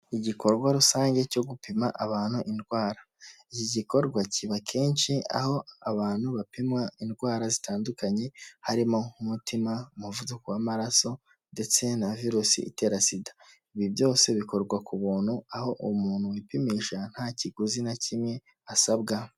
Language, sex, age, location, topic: Kinyarwanda, male, 18-24, Huye, health